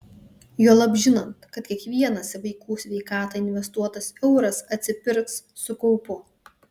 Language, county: Lithuanian, Vilnius